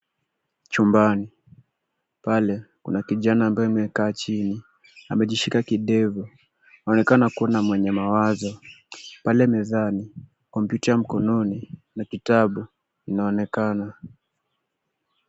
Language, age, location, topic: Swahili, 18-24, Nairobi, education